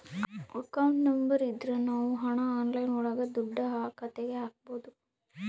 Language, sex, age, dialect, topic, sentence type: Kannada, female, 18-24, Central, banking, statement